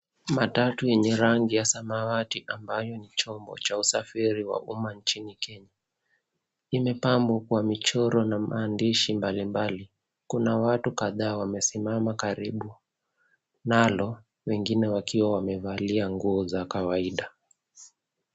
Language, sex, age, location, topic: Swahili, male, 18-24, Nairobi, government